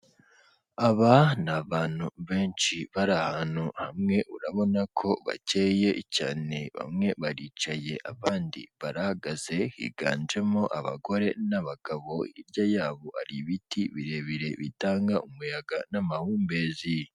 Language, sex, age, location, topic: Kinyarwanda, female, 18-24, Kigali, finance